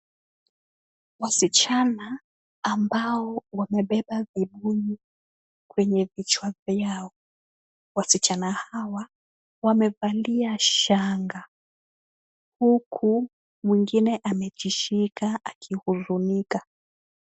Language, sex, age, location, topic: Swahili, female, 18-24, Kisumu, health